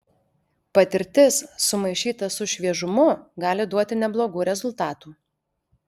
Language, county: Lithuanian, Alytus